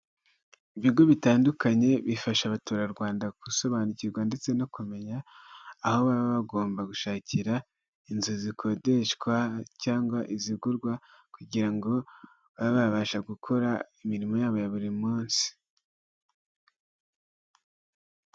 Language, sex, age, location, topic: Kinyarwanda, male, 25-35, Huye, finance